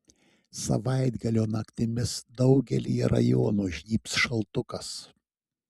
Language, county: Lithuanian, Šiauliai